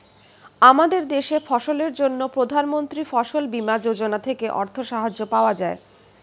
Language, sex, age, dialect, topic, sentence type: Bengali, female, 31-35, Standard Colloquial, agriculture, statement